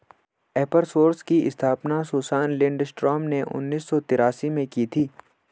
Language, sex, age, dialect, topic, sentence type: Hindi, male, 18-24, Hindustani Malvi Khadi Boli, agriculture, statement